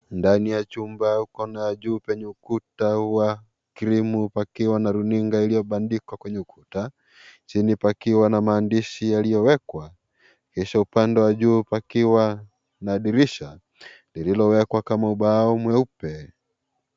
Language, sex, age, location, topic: Swahili, male, 18-24, Kisii, health